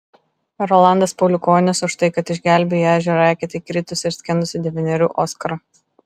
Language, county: Lithuanian, Vilnius